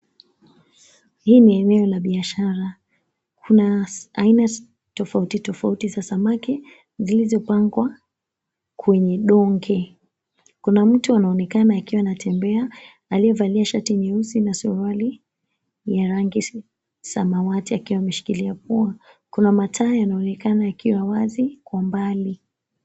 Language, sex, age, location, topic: Swahili, female, 25-35, Mombasa, agriculture